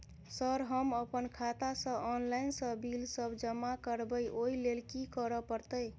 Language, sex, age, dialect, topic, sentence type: Maithili, female, 25-30, Southern/Standard, banking, question